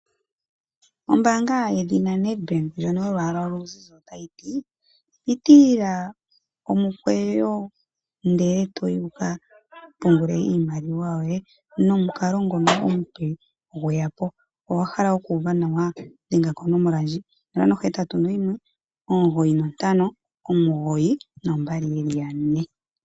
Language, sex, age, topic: Oshiwambo, female, 18-24, finance